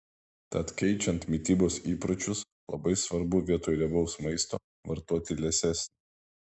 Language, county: Lithuanian, Vilnius